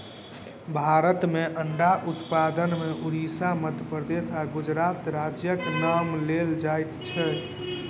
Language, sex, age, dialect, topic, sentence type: Maithili, male, 18-24, Southern/Standard, agriculture, statement